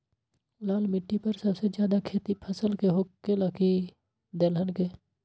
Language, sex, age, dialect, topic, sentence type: Magahi, male, 41-45, Western, agriculture, question